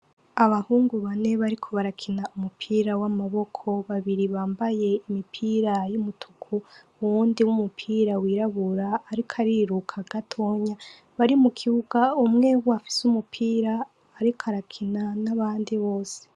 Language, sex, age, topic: Rundi, female, 25-35, education